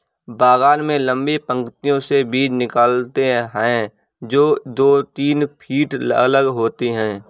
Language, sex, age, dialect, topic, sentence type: Hindi, male, 25-30, Awadhi Bundeli, agriculture, statement